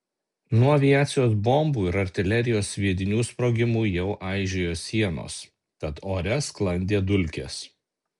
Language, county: Lithuanian, Alytus